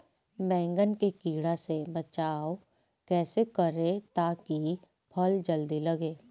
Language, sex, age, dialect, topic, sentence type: Bhojpuri, female, 18-24, Southern / Standard, agriculture, question